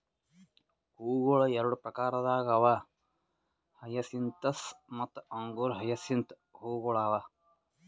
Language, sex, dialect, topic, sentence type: Kannada, male, Northeastern, agriculture, statement